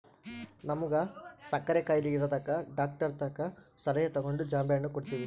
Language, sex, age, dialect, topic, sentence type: Kannada, female, 18-24, Central, agriculture, statement